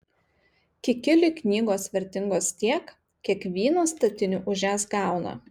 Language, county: Lithuanian, Marijampolė